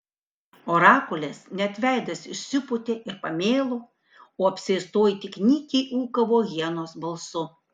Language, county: Lithuanian, Kaunas